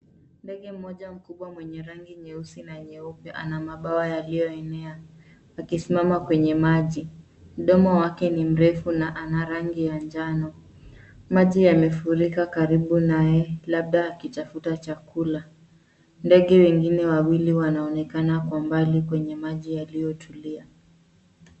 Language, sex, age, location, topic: Swahili, female, 25-35, Nairobi, government